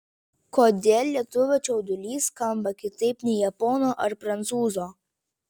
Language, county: Lithuanian, Vilnius